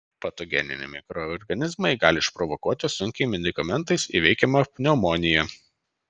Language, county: Lithuanian, Vilnius